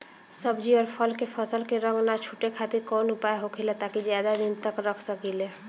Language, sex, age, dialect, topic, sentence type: Bhojpuri, female, 18-24, Northern, agriculture, question